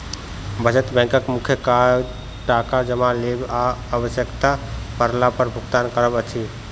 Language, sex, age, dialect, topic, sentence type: Maithili, male, 25-30, Southern/Standard, banking, statement